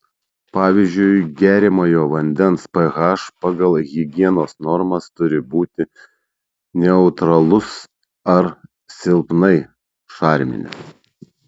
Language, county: Lithuanian, Šiauliai